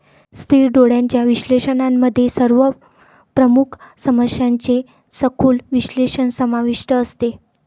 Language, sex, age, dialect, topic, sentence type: Marathi, female, 25-30, Varhadi, banking, statement